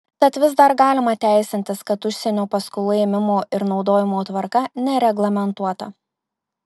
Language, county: Lithuanian, Marijampolė